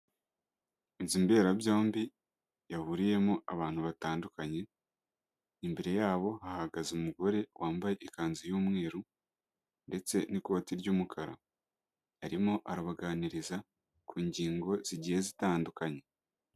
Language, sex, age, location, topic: Kinyarwanda, male, 25-35, Huye, health